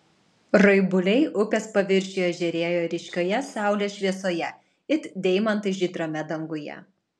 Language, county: Lithuanian, Alytus